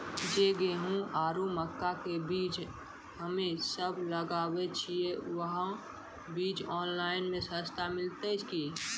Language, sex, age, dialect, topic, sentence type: Maithili, male, 18-24, Angika, agriculture, question